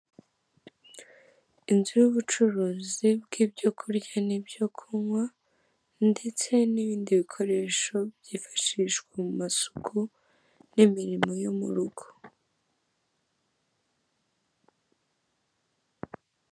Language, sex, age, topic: Kinyarwanda, female, 18-24, finance